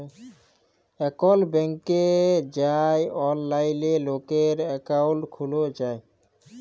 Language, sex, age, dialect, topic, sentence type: Bengali, male, 18-24, Jharkhandi, banking, statement